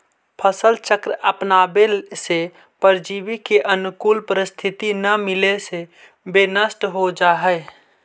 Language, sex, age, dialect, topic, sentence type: Magahi, male, 25-30, Central/Standard, agriculture, statement